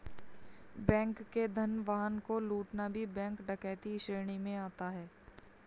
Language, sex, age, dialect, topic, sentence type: Hindi, female, 60-100, Marwari Dhudhari, banking, statement